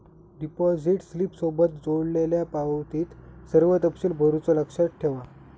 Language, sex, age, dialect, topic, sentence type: Marathi, male, 25-30, Southern Konkan, banking, statement